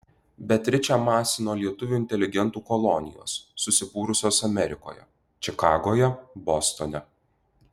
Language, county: Lithuanian, Utena